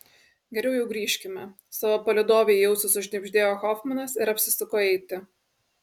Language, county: Lithuanian, Kaunas